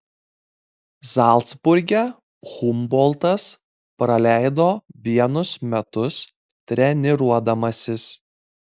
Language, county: Lithuanian, Marijampolė